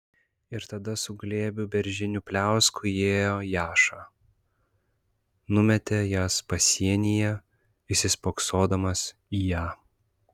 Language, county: Lithuanian, Klaipėda